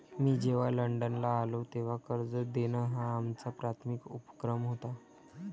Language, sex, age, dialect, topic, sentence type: Marathi, male, 18-24, Varhadi, banking, statement